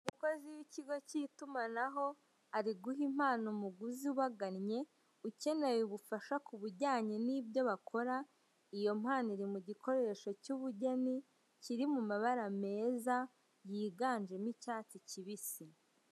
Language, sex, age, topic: Kinyarwanda, female, 18-24, finance